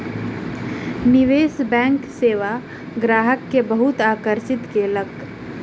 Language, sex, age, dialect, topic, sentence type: Maithili, female, 18-24, Southern/Standard, banking, statement